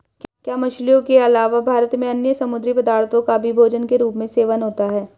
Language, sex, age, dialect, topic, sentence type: Hindi, female, 18-24, Hindustani Malvi Khadi Boli, agriculture, statement